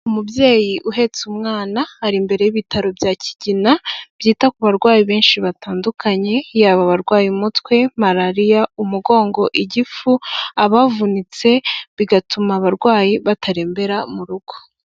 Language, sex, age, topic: Kinyarwanda, female, 18-24, health